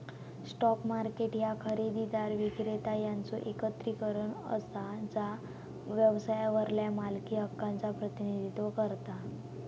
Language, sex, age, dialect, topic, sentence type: Marathi, female, 18-24, Southern Konkan, banking, statement